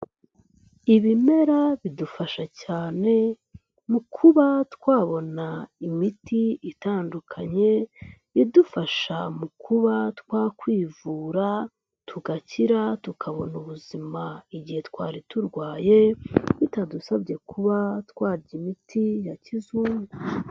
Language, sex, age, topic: Kinyarwanda, male, 25-35, health